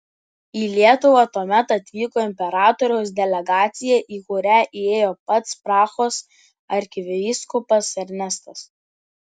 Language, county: Lithuanian, Telšiai